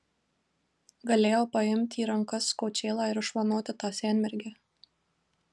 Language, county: Lithuanian, Marijampolė